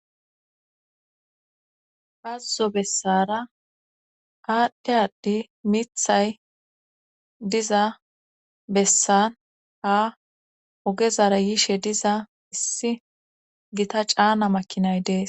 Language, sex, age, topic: Gamo, female, 25-35, government